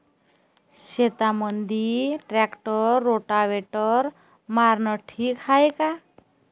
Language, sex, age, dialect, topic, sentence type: Marathi, female, 31-35, Varhadi, agriculture, question